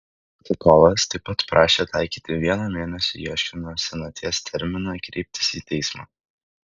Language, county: Lithuanian, Kaunas